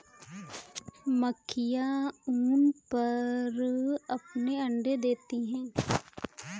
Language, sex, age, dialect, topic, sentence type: Hindi, female, 18-24, Kanauji Braj Bhasha, agriculture, statement